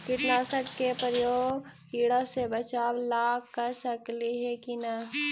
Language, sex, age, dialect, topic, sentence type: Magahi, female, 18-24, Central/Standard, agriculture, question